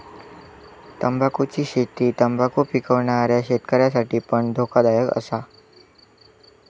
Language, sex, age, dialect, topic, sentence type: Marathi, male, 25-30, Southern Konkan, agriculture, statement